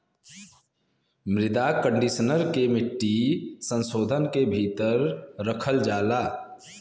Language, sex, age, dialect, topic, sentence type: Bhojpuri, male, 25-30, Western, agriculture, statement